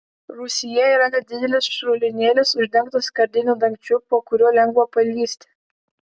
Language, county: Lithuanian, Vilnius